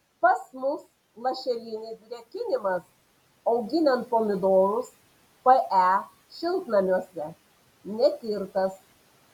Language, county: Lithuanian, Panevėžys